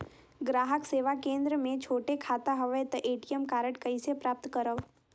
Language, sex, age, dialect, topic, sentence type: Chhattisgarhi, female, 18-24, Northern/Bhandar, banking, question